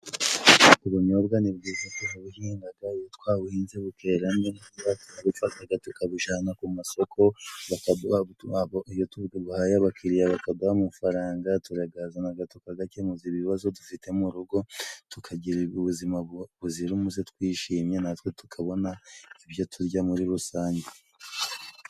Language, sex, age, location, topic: Kinyarwanda, male, 25-35, Musanze, agriculture